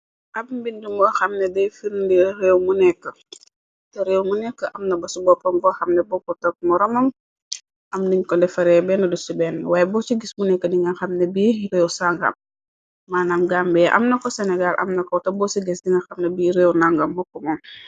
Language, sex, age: Wolof, female, 25-35